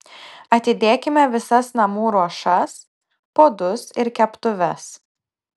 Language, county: Lithuanian, Telšiai